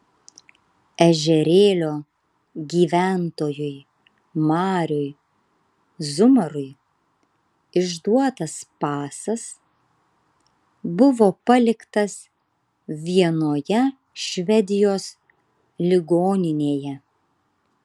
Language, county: Lithuanian, Kaunas